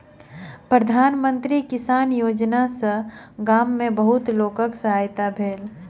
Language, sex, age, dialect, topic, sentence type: Maithili, female, 18-24, Southern/Standard, agriculture, statement